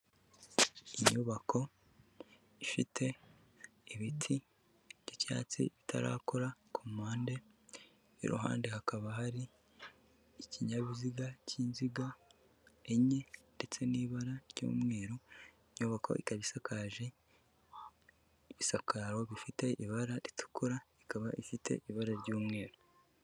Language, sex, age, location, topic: Kinyarwanda, male, 18-24, Kigali, government